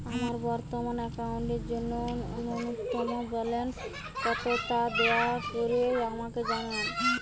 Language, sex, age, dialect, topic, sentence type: Bengali, female, 18-24, Western, banking, statement